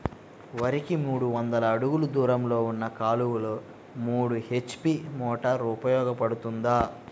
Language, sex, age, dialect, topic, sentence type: Telugu, male, 18-24, Central/Coastal, agriculture, question